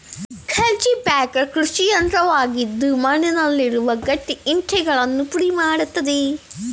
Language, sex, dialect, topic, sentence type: Kannada, female, Mysore Kannada, agriculture, statement